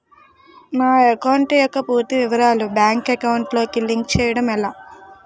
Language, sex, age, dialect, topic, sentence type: Telugu, female, 18-24, Utterandhra, banking, question